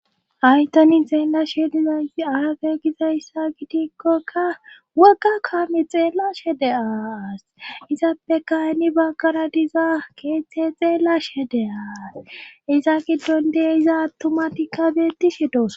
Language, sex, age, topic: Gamo, female, 25-35, government